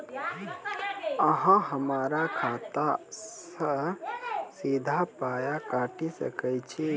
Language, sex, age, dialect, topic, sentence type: Maithili, male, 18-24, Angika, banking, question